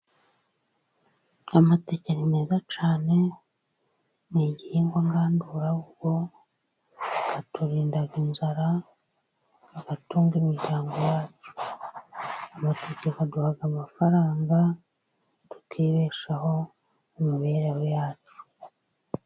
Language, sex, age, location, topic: Kinyarwanda, female, 36-49, Musanze, agriculture